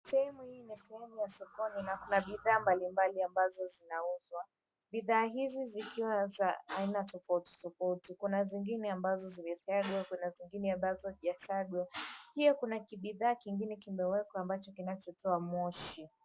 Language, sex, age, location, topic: Swahili, female, 18-24, Mombasa, agriculture